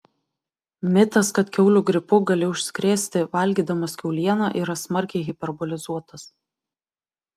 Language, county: Lithuanian, Vilnius